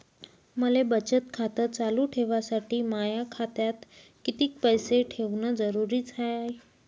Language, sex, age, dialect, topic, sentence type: Marathi, female, 25-30, Varhadi, banking, question